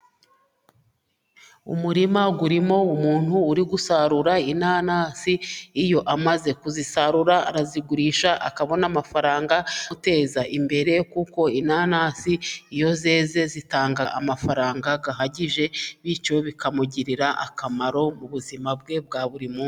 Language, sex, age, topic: Kinyarwanda, female, 36-49, agriculture